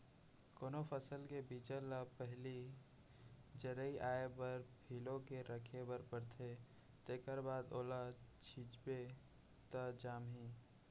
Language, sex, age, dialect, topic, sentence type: Chhattisgarhi, male, 56-60, Central, agriculture, statement